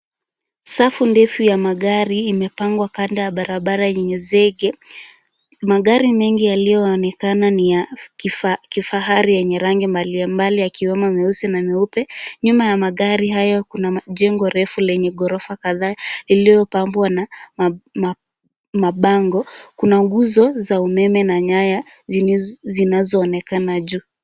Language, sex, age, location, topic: Swahili, female, 18-24, Kisumu, finance